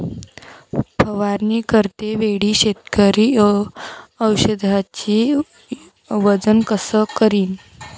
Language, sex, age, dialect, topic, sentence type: Marathi, female, 18-24, Varhadi, agriculture, question